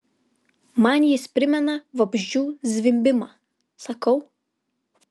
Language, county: Lithuanian, Vilnius